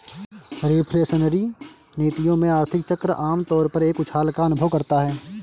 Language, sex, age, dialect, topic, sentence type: Hindi, male, 18-24, Awadhi Bundeli, banking, statement